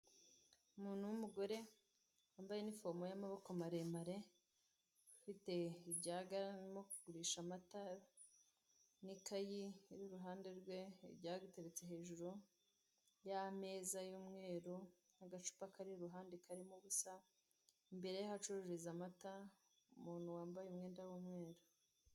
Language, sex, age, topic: Kinyarwanda, female, 18-24, finance